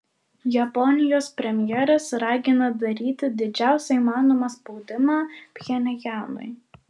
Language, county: Lithuanian, Vilnius